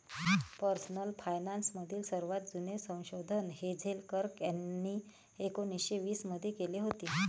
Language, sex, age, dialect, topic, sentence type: Marathi, female, 36-40, Varhadi, banking, statement